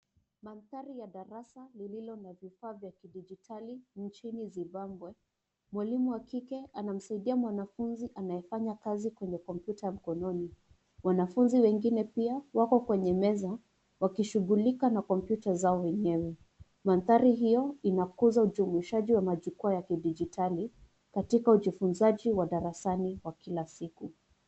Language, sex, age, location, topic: Swahili, female, 25-35, Nairobi, education